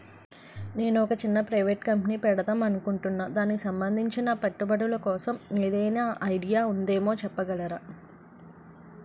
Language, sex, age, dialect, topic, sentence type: Telugu, female, 51-55, Utterandhra, banking, question